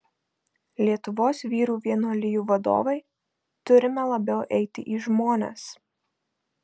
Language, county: Lithuanian, Marijampolė